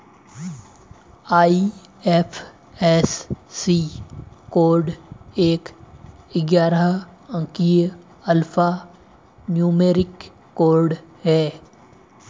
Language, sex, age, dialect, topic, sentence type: Hindi, male, 18-24, Marwari Dhudhari, banking, statement